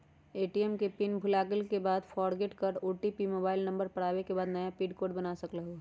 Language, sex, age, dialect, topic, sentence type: Magahi, female, 31-35, Western, banking, question